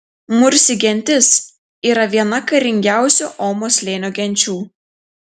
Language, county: Lithuanian, Telšiai